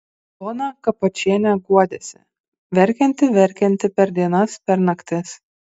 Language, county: Lithuanian, Kaunas